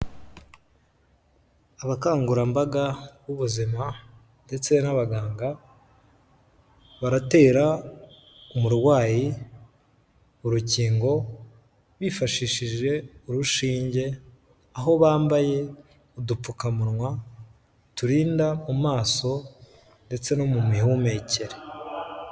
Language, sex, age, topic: Kinyarwanda, male, 18-24, health